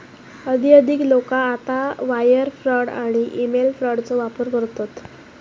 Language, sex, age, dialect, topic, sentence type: Marathi, female, 18-24, Southern Konkan, banking, statement